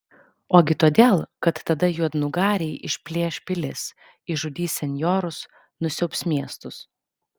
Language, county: Lithuanian, Vilnius